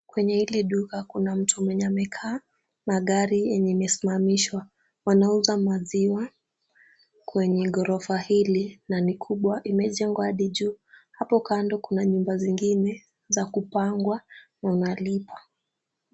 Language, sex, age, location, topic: Swahili, female, 18-24, Kisumu, finance